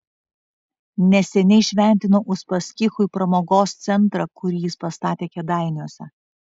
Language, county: Lithuanian, Vilnius